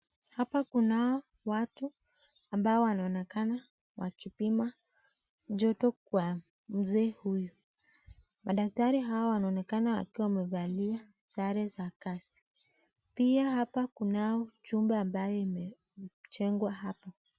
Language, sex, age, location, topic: Swahili, female, 25-35, Nakuru, health